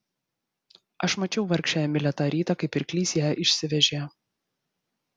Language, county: Lithuanian, Vilnius